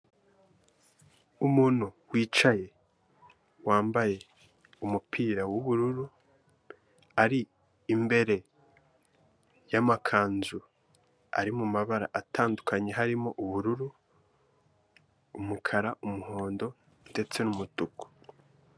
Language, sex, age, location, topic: Kinyarwanda, male, 18-24, Kigali, finance